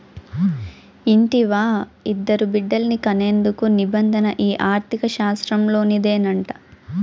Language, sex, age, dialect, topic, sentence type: Telugu, female, 18-24, Southern, banking, statement